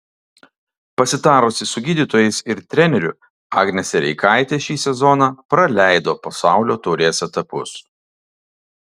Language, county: Lithuanian, Alytus